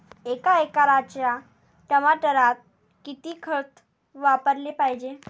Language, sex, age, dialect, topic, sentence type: Marathi, female, 18-24, Varhadi, agriculture, question